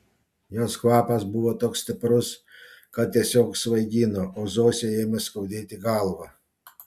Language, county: Lithuanian, Panevėžys